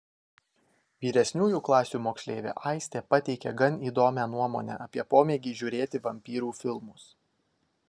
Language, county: Lithuanian, Vilnius